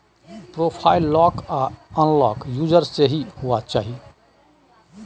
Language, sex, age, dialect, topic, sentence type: Maithili, male, 51-55, Bajjika, banking, question